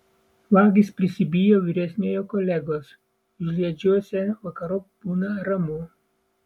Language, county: Lithuanian, Vilnius